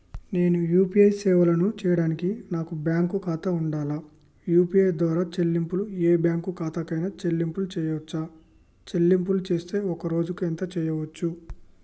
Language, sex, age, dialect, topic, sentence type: Telugu, male, 25-30, Telangana, banking, question